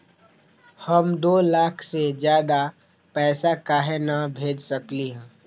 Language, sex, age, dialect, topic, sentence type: Magahi, male, 25-30, Western, banking, question